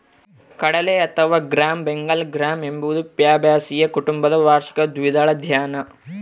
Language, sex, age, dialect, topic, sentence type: Kannada, male, 18-24, Central, agriculture, statement